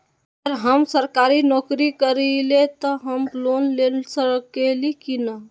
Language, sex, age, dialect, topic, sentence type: Magahi, male, 18-24, Western, banking, question